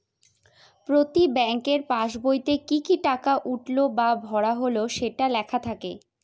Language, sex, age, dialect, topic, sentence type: Bengali, female, 18-24, Northern/Varendri, banking, statement